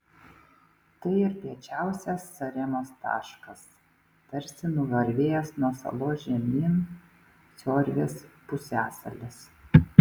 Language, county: Lithuanian, Panevėžys